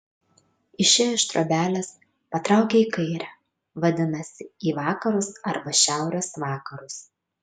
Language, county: Lithuanian, Kaunas